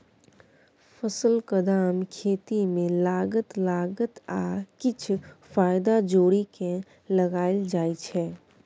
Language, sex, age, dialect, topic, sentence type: Maithili, female, 25-30, Bajjika, agriculture, statement